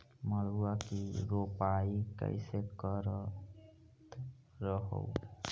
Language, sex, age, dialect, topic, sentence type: Magahi, female, 25-30, Central/Standard, agriculture, question